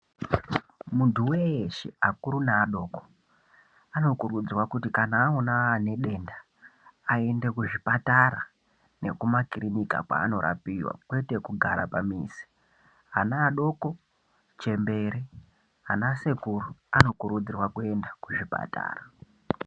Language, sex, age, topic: Ndau, male, 18-24, health